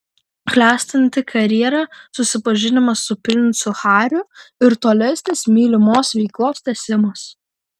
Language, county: Lithuanian, Kaunas